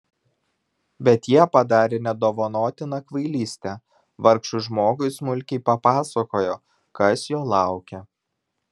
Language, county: Lithuanian, Vilnius